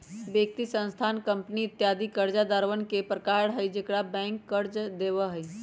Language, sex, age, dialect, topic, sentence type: Magahi, female, 31-35, Western, banking, statement